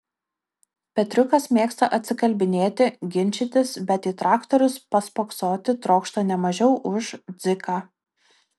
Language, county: Lithuanian, Kaunas